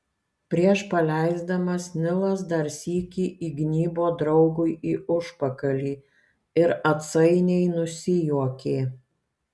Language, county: Lithuanian, Kaunas